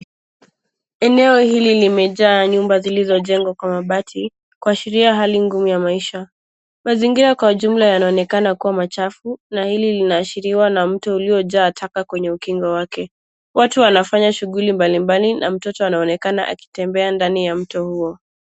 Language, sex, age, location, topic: Swahili, female, 18-24, Nairobi, government